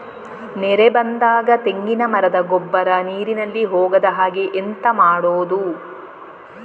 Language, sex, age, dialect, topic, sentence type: Kannada, female, 36-40, Coastal/Dakshin, agriculture, question